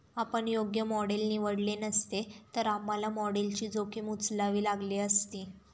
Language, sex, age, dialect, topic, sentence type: Marathi, female, 18-24, Standard Marathi, banking, statement